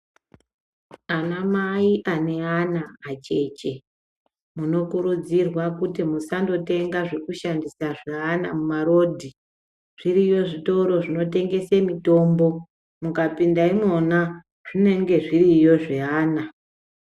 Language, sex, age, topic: Ndau, female, 25-35, health